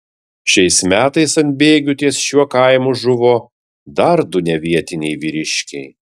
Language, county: Lithuanian, Vilnius